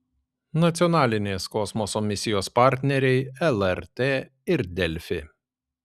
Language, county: Lithuanian, Šiauliai